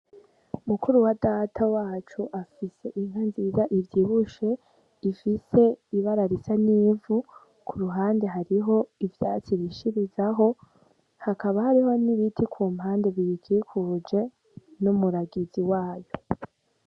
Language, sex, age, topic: Rundi, female, 18-24, agriculture